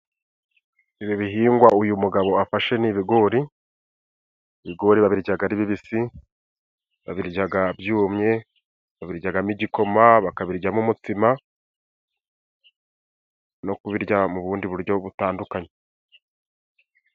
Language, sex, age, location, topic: Kinyarwanda, male, 25-35, Musanze, agriculture